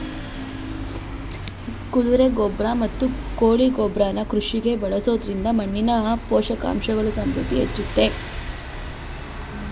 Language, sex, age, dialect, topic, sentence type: Kannada, female, 25-30, Mysore Kannada, agriculture, statement